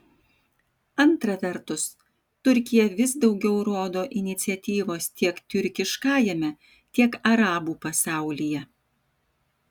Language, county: Lithuanian, Vilnius